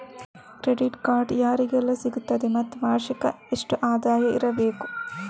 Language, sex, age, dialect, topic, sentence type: Kannada, female, 25-30, Coastal/Dakshin, banking, question